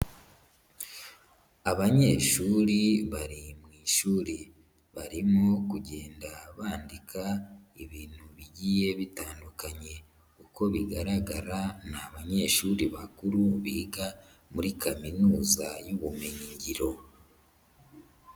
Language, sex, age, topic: Kinyarwanda, female, 18-24, education